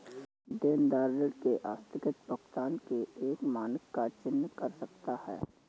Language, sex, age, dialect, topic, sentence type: Hindi, male, 41-45, Awadhi Bundeli, banking, statement